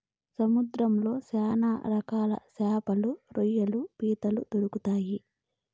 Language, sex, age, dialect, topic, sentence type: Telugu, female, 25-30, Southern, agriculture, statement